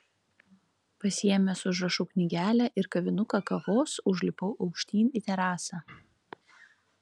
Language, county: Lithuanian, Klaipėda